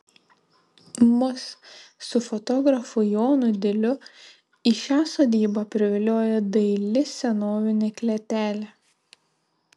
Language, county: Lithuanian, Šiauliai